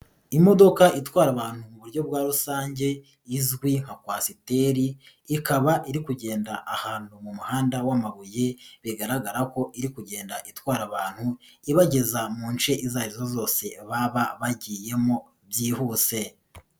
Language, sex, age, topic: Kinyarwanda, female, 25-35, government